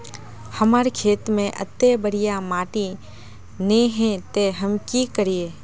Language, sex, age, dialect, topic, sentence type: Magahi, female, 18-24, Northeastern/Surjapuri, agriculture, question